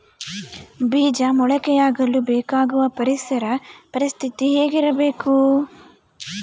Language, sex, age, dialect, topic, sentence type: Kannada, female, 18-24, Central, agriculture, question